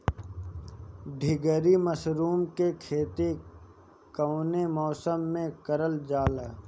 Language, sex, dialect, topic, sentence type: Bhojpuri, male, Northern, agriculture, question